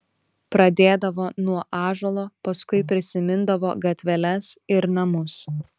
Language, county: Lithuanian, Šiauliai